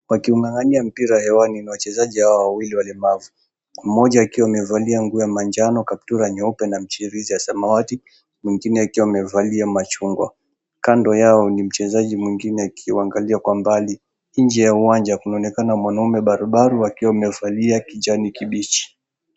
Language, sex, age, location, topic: Swahili, male, 25-35, Mombasa, education